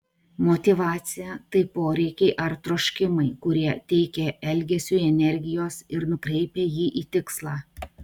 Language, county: Lithuanian, Klaipėda